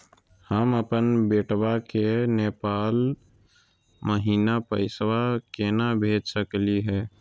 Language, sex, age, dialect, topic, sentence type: Magahi, male, 18-24, Southern, banking, question